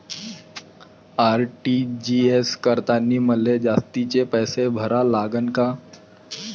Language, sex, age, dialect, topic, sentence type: Marathi, male, 18-24, Varhadi, banking, question